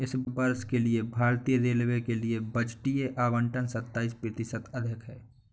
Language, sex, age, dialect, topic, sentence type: Hindi, male, 25-30, Awadhi Bundeli, banking, statement